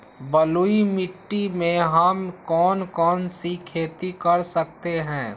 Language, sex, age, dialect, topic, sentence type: Magahi, male, 18-24, Western, agriculture, question